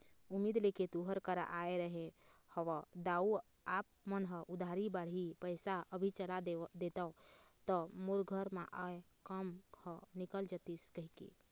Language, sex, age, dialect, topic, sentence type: Chhattisgarhi, female, 18-24, Eastern, banking, statement